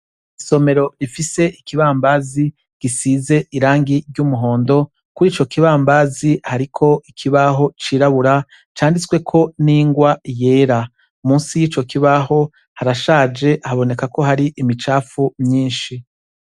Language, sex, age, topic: Rundi, male, 36-49, education